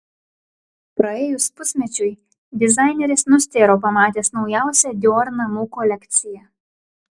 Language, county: Lithuanian, Klaipėda